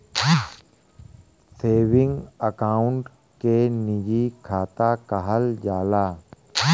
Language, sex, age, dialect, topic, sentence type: Bhojpuri, male, 41-45, Western, banking, statement